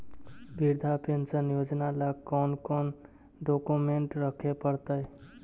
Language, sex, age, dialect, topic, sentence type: Magahi, male, 18-24, Central/Standard, banking, question